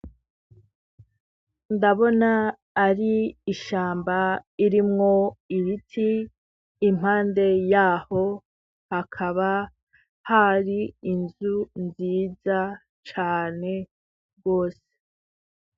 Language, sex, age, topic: Rundi, female, 18-24, education